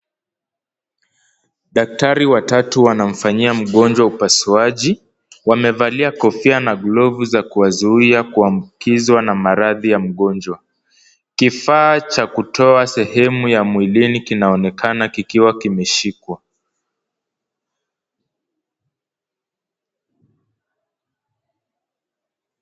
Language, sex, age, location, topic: Swahili, male, 18-24, Kisumu, health